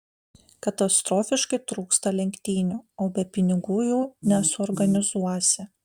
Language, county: Lithuanian, Panevėžys